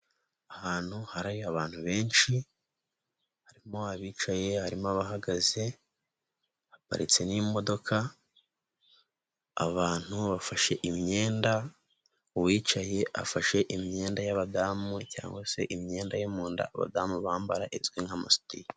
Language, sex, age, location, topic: Kinyarwanda, male, 18-24, Nyagatare, finance